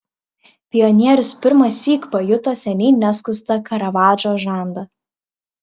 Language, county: Lithuanian, Klaipėda